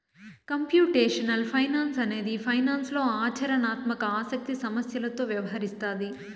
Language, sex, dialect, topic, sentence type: Telugu, female, Southern, banking, statement